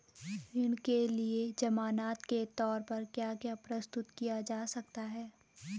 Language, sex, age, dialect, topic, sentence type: Hindi, female, 18-24, Garhwali, banking, question